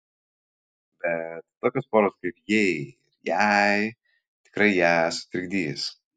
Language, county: Lithuanian, Kaunas